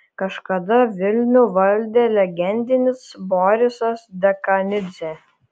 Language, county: Lithuanian, Kaunas